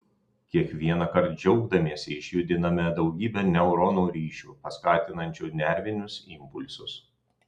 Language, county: Lithuanian, Telšiai